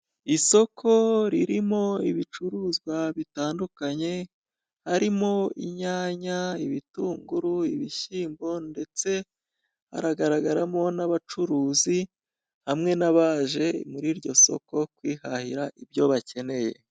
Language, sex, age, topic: Kinyarwanda, female, 25-35, finance